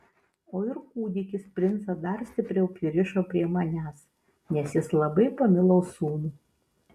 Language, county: Lithuanian, Vilnius